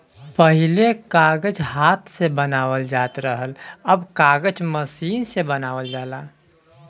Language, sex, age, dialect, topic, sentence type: Bhojpuri, male, 31-35, Western, agriculture, statement